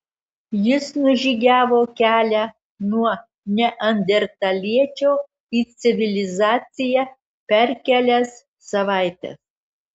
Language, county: Lithuanian, Marijampolė